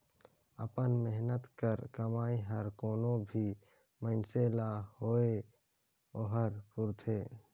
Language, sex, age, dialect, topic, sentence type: Chhattisgarhi, male, 25-30, Northern/Bhandar, banking, statement